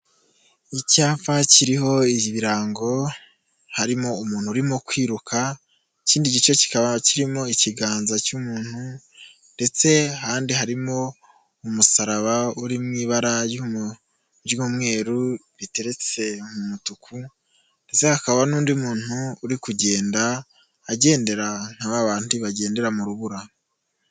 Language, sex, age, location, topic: Kinyarwanda, male, 18-24, Huye, health